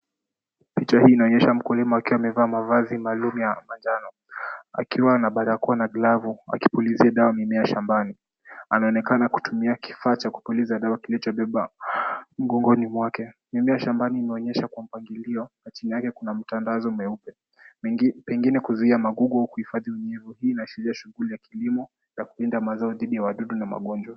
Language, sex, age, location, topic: Swahili, male, 18-24, Kisumu, health